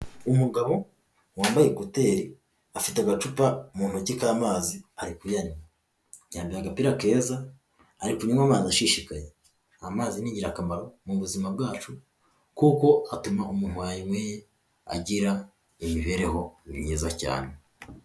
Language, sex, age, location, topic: Kinyarwanda, male, 18-24, Huye, health